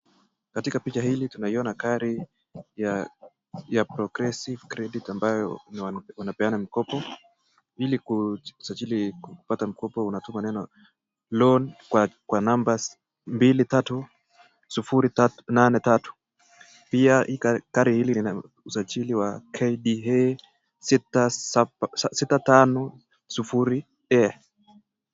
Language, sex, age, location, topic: Swahili, male, 25-35, Nakuru, finance